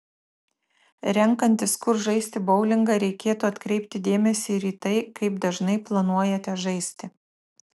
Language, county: Lithuanian, Tauragė